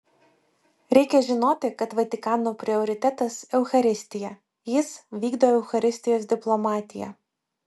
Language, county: Lithuanian, Vilnius